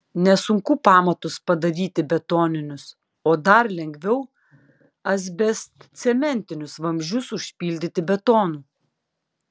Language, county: Lithuanian, Klaipėda